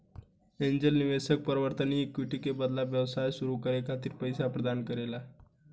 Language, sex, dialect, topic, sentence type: Bhojpuri, male, Southern / Standard, banking, statement